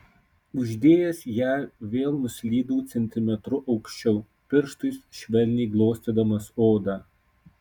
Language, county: Lithuanian, Kaunas